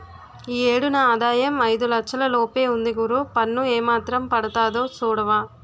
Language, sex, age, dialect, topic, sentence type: Telugu, female, 18-24, Utterandhra, banking, statement